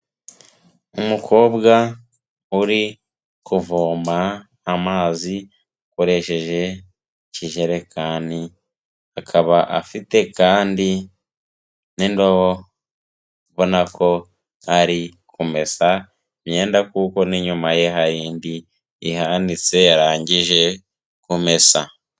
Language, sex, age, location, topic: Kinyarwanda, male, 18-24, Kigali, health